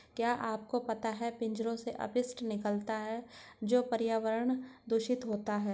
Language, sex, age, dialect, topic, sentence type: Hindi, female, 56-60, Hindustani Malvi Khadi Boli, agriculture, statement